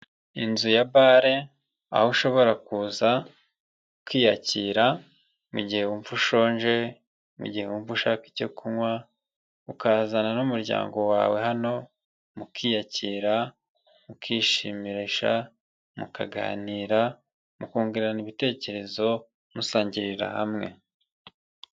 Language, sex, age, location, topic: Kinyarwanda, male, 25-35, Nyagatare, finance